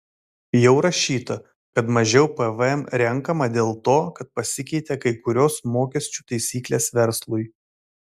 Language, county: Lithuanian, Vilnius